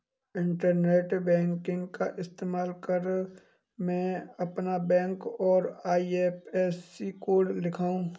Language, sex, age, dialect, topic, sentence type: Hindi, male, 25-30, Kanauji Braj Bhasha, banking, statement